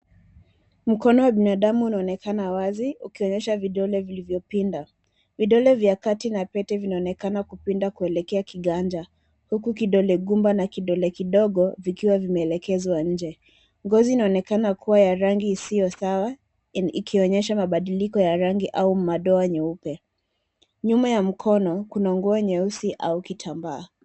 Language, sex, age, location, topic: Swahili, female, 25-35, Nairobi, health